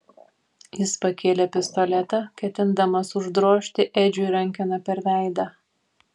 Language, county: Lithuanian, Vilnius